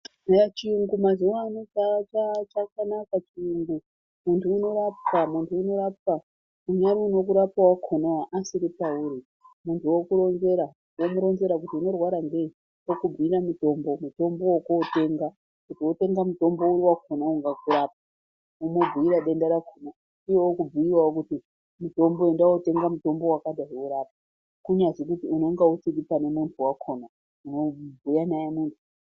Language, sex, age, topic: Ndau, female, 36-49, health